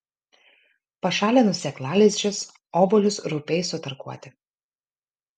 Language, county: Lithuanian, Kaunas